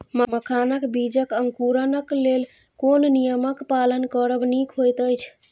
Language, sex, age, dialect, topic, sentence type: Maithili, female, 25-30, Eastern / Thethi, agriculture, question